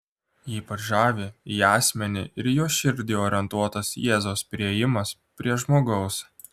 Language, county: Lithuanian, Klaipėda